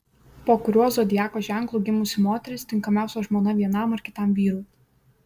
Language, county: Lithuanian, Šiauliai